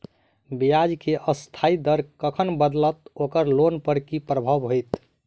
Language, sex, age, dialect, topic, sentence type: Maithili, male, 25-30, Southern/Standard, banking, question